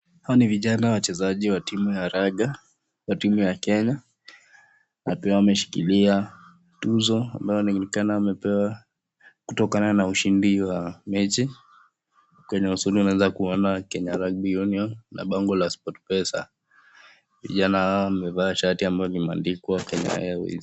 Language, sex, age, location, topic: Swahili, male, 18-24, Nakuru, government